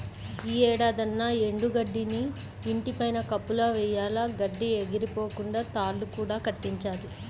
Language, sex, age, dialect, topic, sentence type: Telugu, male, 25-30, Central/Coastal, agriculture, statement